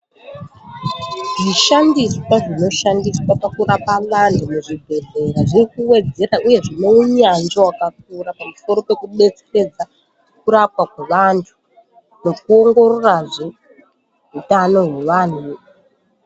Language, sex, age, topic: Ndau, female, 25-35, health